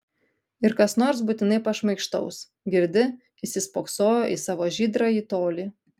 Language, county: Lithuanian, Kaunas